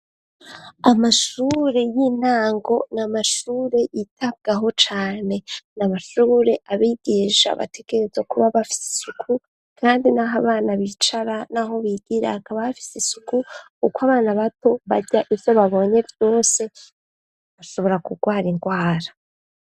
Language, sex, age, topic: Rundi, female, 25-35, education